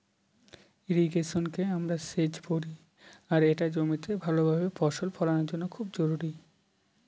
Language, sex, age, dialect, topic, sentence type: Bengali, male, 18-24, Northern/Varendri, agriculture, statement